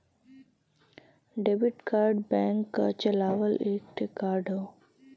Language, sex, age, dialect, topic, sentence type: Bhojpuri, female, 25-30, Western, banking, statement